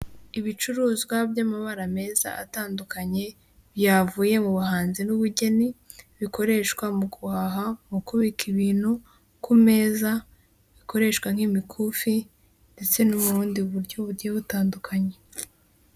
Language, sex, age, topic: Kinyarwanda, female, 18-24, finance